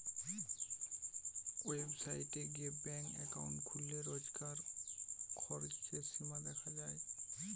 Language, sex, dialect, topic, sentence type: Bengali, male, Western, banking, statement